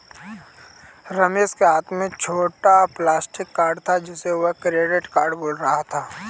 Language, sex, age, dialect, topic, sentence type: Hindi, male, 18-24, Kanauji Braj Bhasha, banking, statement